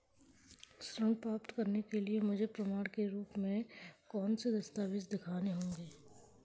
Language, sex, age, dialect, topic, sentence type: Hindi, male, 18-24, Kanauji Braj Bhasha, banking, statement